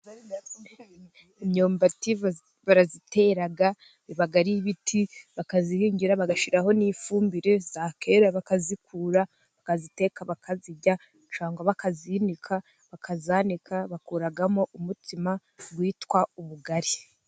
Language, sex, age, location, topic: Kinyarwanda, female, 50+, Musanze, agriculture